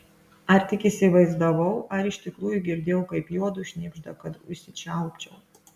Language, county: Lithuanian, Klaipėda